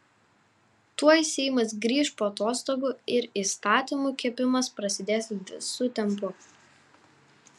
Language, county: Lithuanian, Vilnius